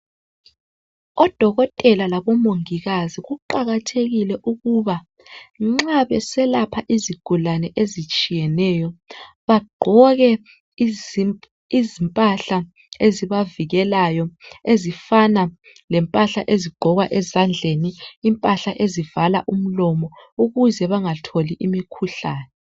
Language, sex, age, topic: North Ndebele, male, 25-35, health